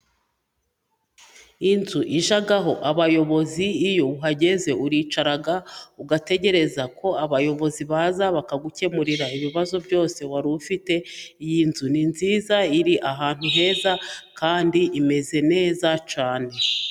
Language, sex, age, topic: Kinyarwanda, female, 36-49, government